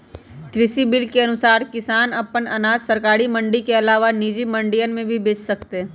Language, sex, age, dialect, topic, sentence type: Magahi, male, 31-35, Western, agriculture, statement